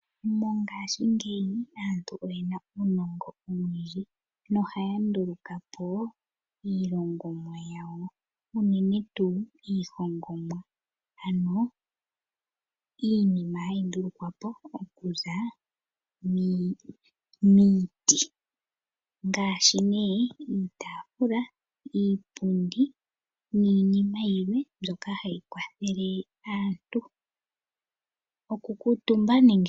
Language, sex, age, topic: Oshiwambo, female, 25-35, finance